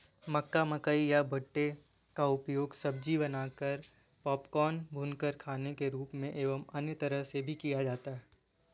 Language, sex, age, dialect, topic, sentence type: Hindi, male, 18-24, Kanauji Braj Bhasha, agriculture, statement